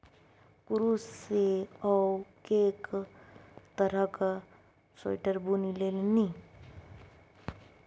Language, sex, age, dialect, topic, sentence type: Maithili, female, 25-30, Bajjika, agriculture, statement